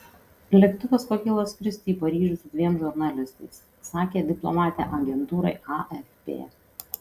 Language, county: Lithuanian, Kaunas